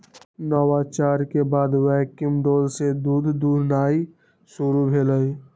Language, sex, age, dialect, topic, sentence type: Magahi, male, 18-24, Western, agriculture, statement